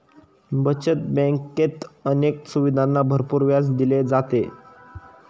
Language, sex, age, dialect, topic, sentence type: Marathi, male, 18-24, Standard Marathi, banking, statement